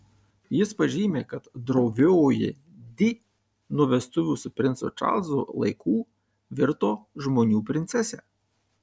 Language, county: Lithuanian, Tauragė